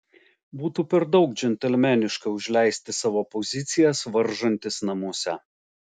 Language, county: Lithuanian, Alytus